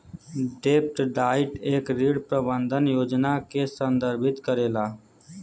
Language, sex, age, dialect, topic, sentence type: Bhojpuri, male, 18-24, Western, banking, statement